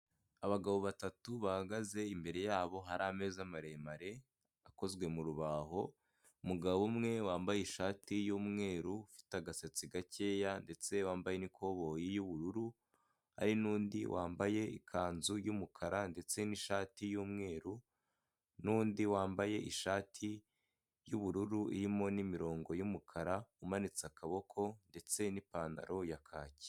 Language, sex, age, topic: Kinyarwanda, male, 18-24, government